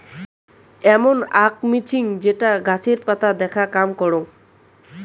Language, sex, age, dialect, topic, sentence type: Bengali, male, 18-24, Rajbangshi, agriculture, statement